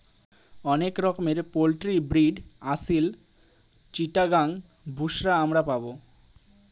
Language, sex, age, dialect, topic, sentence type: Bengali, male, 18-24, Northern/Varendri, agriculture, statement